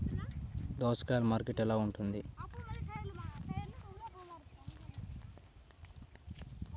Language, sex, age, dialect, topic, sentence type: Telugu, male, 60-100, Central/Coastal, agriculture, question